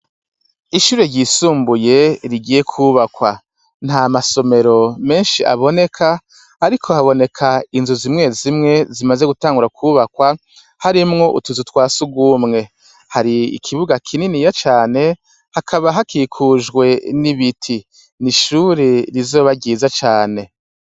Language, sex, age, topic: Rundi, male, 50+, education